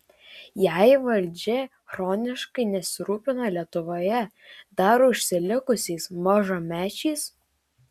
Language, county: Lithuanian, Šiauliai